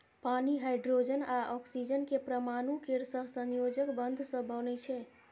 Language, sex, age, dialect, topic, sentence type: Maithili, female, 25-30, Eastern / Thethi, agriculture, statement